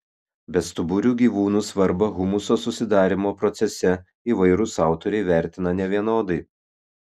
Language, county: Lithuanian, Kaunas